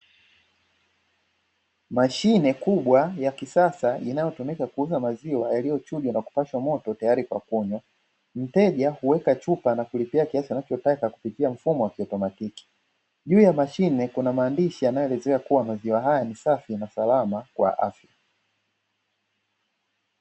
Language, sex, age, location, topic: Swahili, male, 25-35, Dar es Salaam, finance